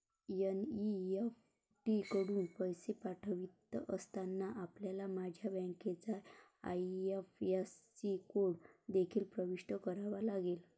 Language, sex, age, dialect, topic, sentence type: Marathi, female, 25-30, Varhadi, banking, statement